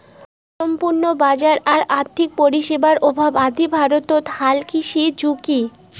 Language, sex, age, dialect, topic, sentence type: Bengali, female, <18, Rajbangshi, agriculture, statement